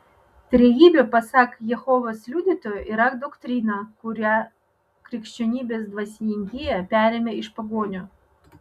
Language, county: Lithuanian, Vilnius